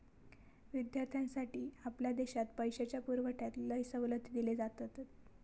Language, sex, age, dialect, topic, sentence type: Marathi, female, 18-24, Southern Konkan, banking, statement